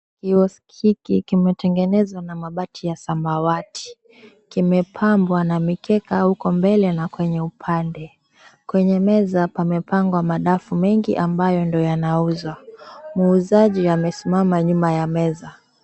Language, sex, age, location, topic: Swahili, female, 25-35, Mombasa, agriculture